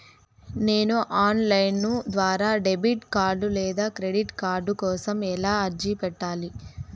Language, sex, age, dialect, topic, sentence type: Telugu, male, 31-35, Southern, banking, question